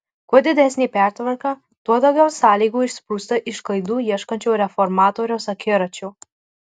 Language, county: Lithuanian, Marijampolė